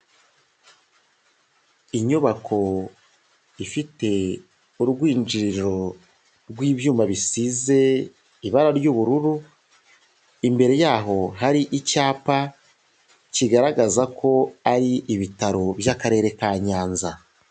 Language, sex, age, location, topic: Kinyarwanda, male, 25-35, Huye, health